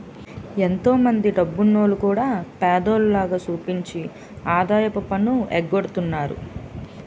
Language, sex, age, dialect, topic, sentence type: Telugu, female, 25-30, Utterandhra, banking, statement